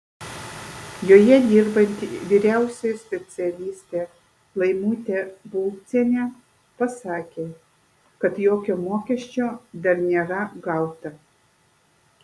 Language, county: Lithuanian, Vilnius